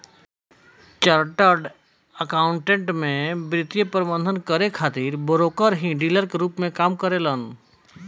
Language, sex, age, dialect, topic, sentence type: Bhojpuri, male, 25-30, Southern / Standard, banking, statement